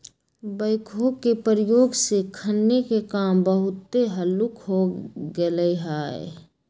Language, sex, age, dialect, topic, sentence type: Magahi, female, 25-30, Western, agriculture, statement